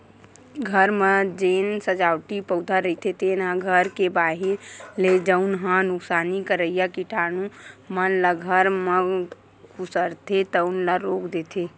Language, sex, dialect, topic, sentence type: Chhattisgarhi, female, Western/Budati/Khatahi, agriculture, statement